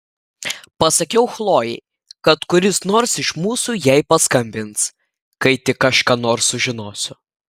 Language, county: Lithuanian, Klaipėda